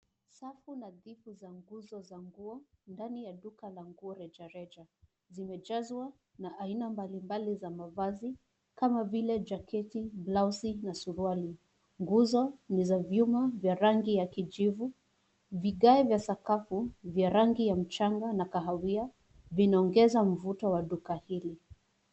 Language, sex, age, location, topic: Swahili, female, 25-35, Nairobi, finance